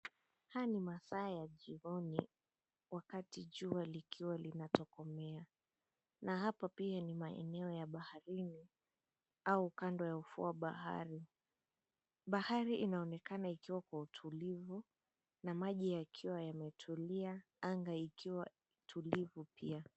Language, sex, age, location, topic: Swahili, female, 18-24, Mombasa, government